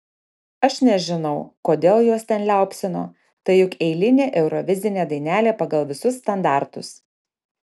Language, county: Lithuanian, Panevėžys